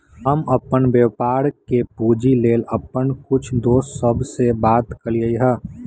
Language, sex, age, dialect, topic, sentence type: Magahi, male, 18-24, Western, banking, statement